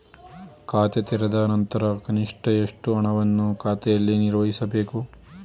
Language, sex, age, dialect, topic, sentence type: Kannada, male, 18-24, Mysore Kannada, banking, question